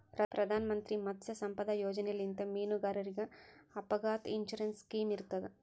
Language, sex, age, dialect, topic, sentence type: Kannada, female, 18-24, Northeastern, agriculture, statement